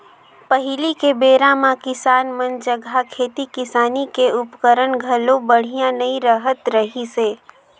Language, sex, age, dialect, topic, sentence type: Chhattisgarhi, female, 18-24, Northern/Bhandar, banking, statement